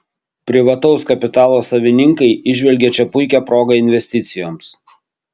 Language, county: Lithuanian, Kaunas